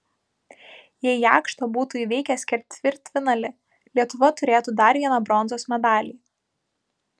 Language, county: Lithuanian, Vilnius